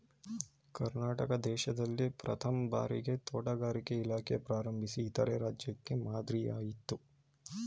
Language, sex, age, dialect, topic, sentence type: Kannada, male, 18-24, Mysore Kannada, agriculture, statement